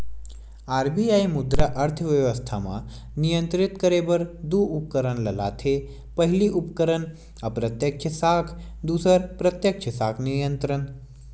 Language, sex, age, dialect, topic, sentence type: Chhattisgarhi, male, 18-24, Western/Budati/Khatahi, banking, statement